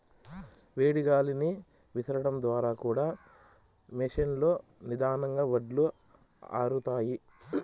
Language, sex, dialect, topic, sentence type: Telugu, male, Southern, agriculture, statement